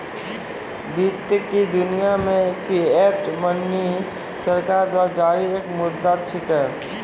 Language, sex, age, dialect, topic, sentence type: Maithili, male, 18-24, Angika, banking, statement